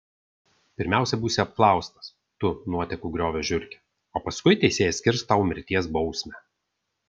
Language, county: Lithuanian, Vilnius